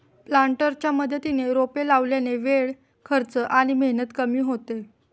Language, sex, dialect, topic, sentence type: Marathi, female, Standard Marathi, agriculture, statement